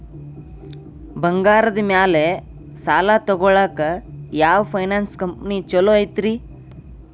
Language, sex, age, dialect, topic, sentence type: Kannada, male, 46-50, Dharwad Kannada, banking, question